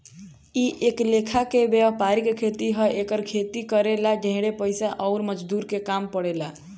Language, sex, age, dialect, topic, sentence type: Bhojpuri, female, 18-24, Southern / Standard, agriculture, statement